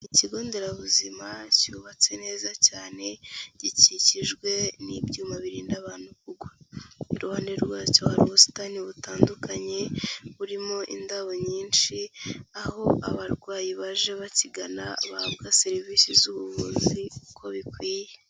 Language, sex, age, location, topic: Kinyarwanda, female, 18-24, Nyagatare, finance